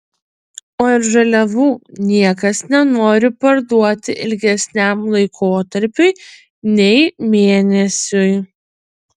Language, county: Lithuanian, Utena